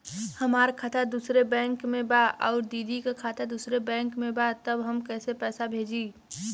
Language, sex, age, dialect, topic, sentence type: Bhojpuri, female, 18-24, Western, banking, question